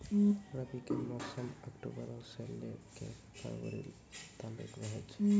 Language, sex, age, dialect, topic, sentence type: Maithili, male, 18-24, Angika, agriculture, statement